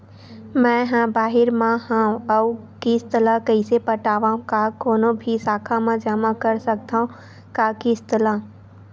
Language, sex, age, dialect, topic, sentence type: Chhattisgarhi, female, 18-24, Western/Budati/Khatahi, banking, question